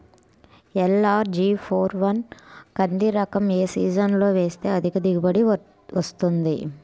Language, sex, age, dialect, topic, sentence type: Telugu, male, 41-45, Central/Coastal, agriculture, question